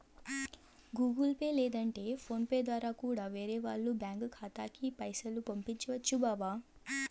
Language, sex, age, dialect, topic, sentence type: Telugu, female, 18-24, Southern, banking, statement